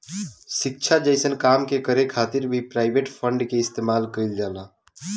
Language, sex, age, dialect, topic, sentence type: Bhojpuri, male, <18, Southern / Standard, banking, statement